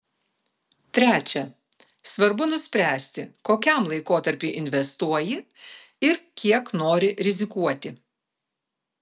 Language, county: Lithuanian, Vilnius